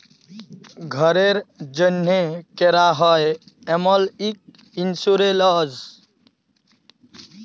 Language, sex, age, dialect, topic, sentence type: Bengali, male, 18-24, Jharkhandi, banking, statement